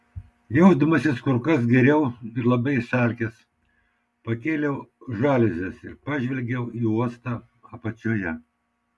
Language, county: Lithuanian, Vilnius